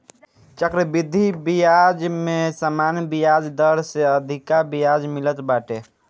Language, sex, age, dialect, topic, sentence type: Bhojpuri, male, <18, Northern, banking, statement